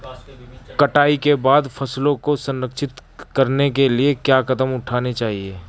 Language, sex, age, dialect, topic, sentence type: Hindi, male, 18-24, Marwari Dhudhari, agriculture, question